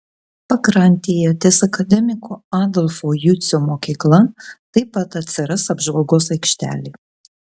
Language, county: Lithuanian, Kaunas